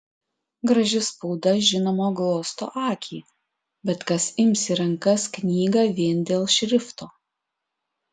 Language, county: Lithuanian, Klaipėda